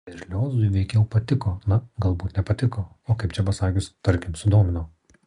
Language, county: Lithuanian, Kaunas